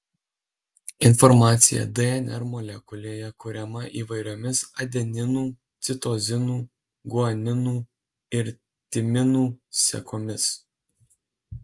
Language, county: Lithuanian, Alytus